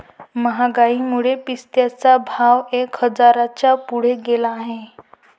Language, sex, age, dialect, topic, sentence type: Marathi, female, 18-24, Varhadi, agriculture, statement